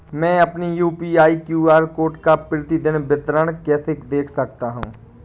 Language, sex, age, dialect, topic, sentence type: Hindi, female, 18-24, Awadhi Bundeli, banking, question